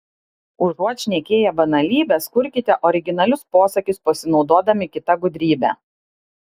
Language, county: Lithuanian, Klaipėda